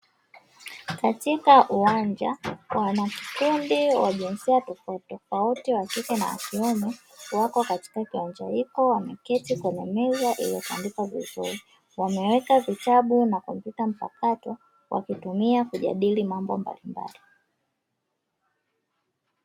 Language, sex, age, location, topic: Swahili, female, 25-35, Dar es Salaam, education